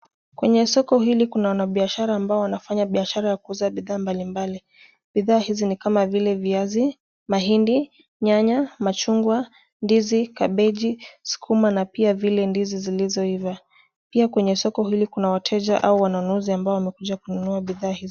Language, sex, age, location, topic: Swahili, female, 25-35, Kisumu, finance